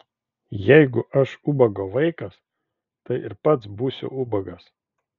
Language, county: Lithuanian, Vilnius